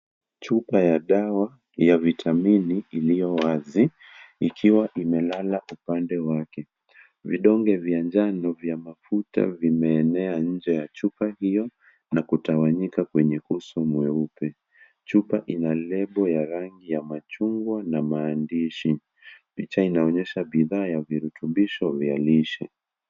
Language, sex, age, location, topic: Swahili, male, 25-35, Kisii, health